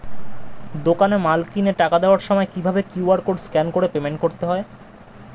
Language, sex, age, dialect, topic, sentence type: Bengali, male, 18-24, Standard Colloquial, banking, question